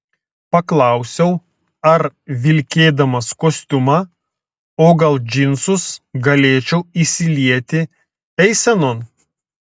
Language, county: Lithuanian, Telšiai